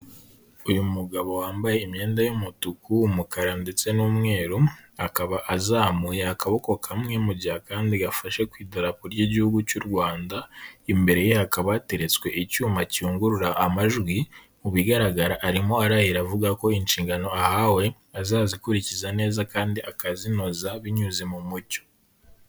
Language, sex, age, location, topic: Kinyarwanda, male, 18-24, Kigali, government